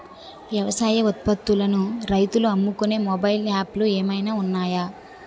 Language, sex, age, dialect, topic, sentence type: Telugu, female, 18-24, Utterandhra, agriculture, question